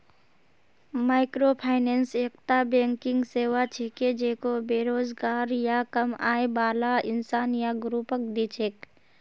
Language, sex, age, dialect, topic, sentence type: Magahi, female, 18-24, Northeastern/Surjapuri, banking, statement